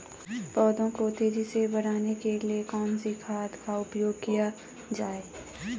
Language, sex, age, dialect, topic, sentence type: Hindi, female, 25-30, Garhwali, agriculture, question